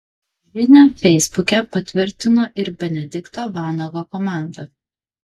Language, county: Lithuanian, Kaunas